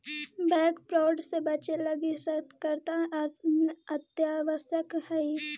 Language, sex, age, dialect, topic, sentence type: Magahi, female, 18-24, Central/Standard, banking, statement